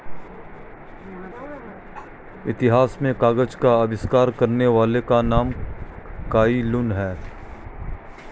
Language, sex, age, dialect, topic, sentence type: Hindi, female, 18-24, Marwari Dhudhari, agriculture, statement